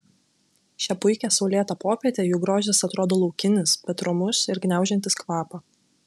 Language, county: Lithuanian, Klaipėda